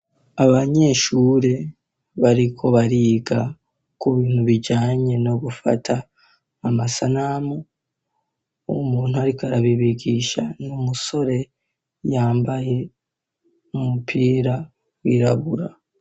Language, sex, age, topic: Rundi, male, 18-24, education